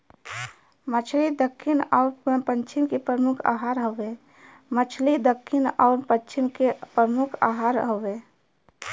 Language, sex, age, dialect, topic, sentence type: Bhojpuri, female, 31-35, Western, agriculture, statement